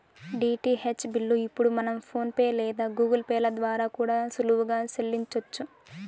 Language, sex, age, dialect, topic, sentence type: Telugu, female, 18-24, Southern, banking, statement